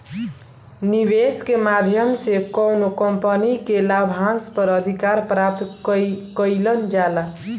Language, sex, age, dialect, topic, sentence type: Bhojpuri, male, <18, Southern / Standard, banking, statement